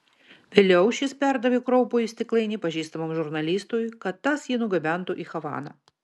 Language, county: Lithuanian, Vilnius